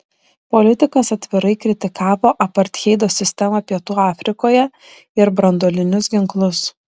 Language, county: Lithuanian, Šiauliai